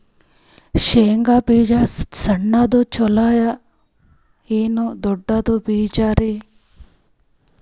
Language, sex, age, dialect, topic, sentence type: Kannada, female, 25-30, Northeastern, agriculture, question